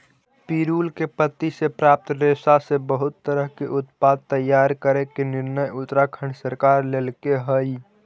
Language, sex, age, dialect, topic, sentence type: Magahi, male, 18-24, Central/Standard, agriculture, statement